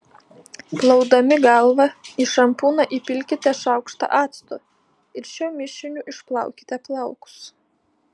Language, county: Lithuanian, Panevėžys